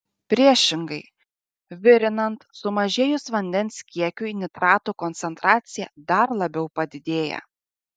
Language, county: Lithuanian, Šiauliai